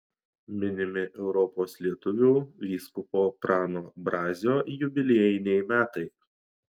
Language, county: Lithuanian, Šiauliai